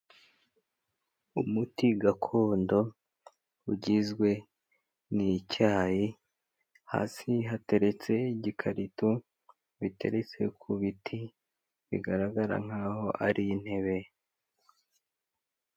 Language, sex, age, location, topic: Kinyarwanda, male, 18-24, Huye, health